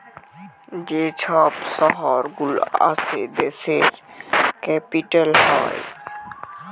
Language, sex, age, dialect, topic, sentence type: Bengali, male, 18-24, Jharkhandi, banking, statement